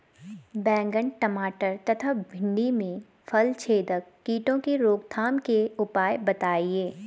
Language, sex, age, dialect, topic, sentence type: Hindi, female, 25-30, Garhwali, agriculture, question